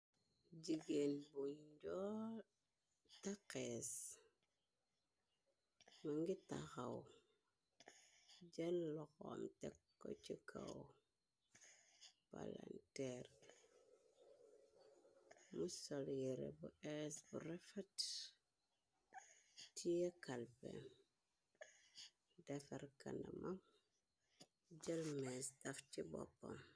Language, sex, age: Wolof, female, 25-35